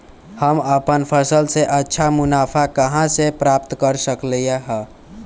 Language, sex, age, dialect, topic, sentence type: Magahi, male, 41-45, Western, agriculture, question